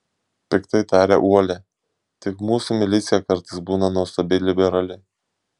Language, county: Lithuanian, Šiauliai